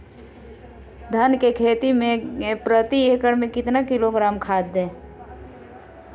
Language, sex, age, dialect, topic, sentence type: Magahi, female, 18-24, Southern, agriculture, question